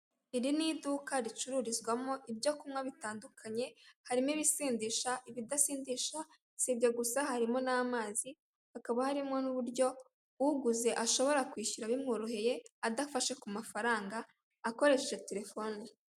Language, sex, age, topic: Kinyarwanda, female, 18-24, finance